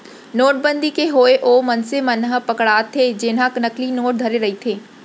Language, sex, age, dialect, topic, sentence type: Chhattisgarhi, female, 46-50, Central, banking, statement